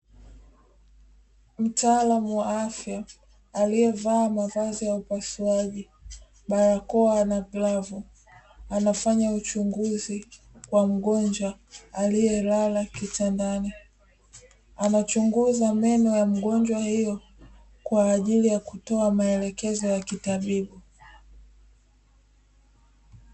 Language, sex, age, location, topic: Swahili, female, 18-24, Dar es Salaam, health